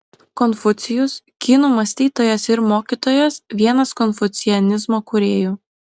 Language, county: Lithuanian, Klaipėda